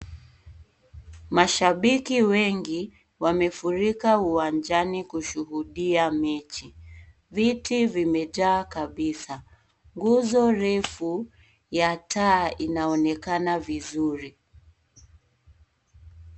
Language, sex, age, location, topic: Swahili, female, 25-35, Kisii, government